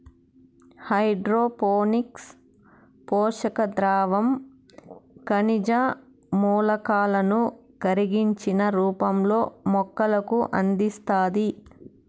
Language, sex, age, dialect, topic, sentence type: Telugu, female, 31-35, Southern, agriculture, statement